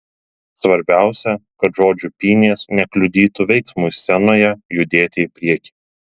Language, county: Lithuanian, Telšiai